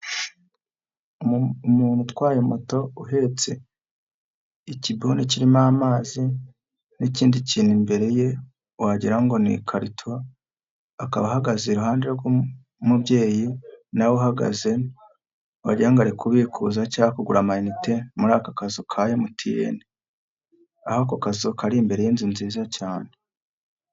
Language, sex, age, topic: Kinyarwanda, female, 50+, finance